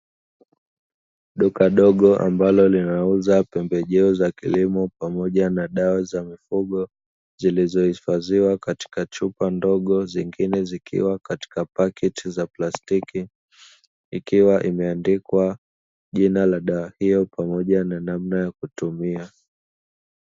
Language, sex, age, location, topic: Swahili, male, 25-35, Dar es Salaam, agriculture